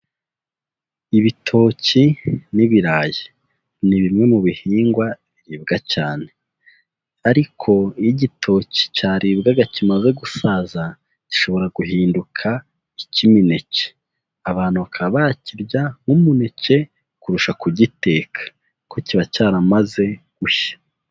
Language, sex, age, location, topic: Kinyarwanda, male, 18-24, Huye, agriculture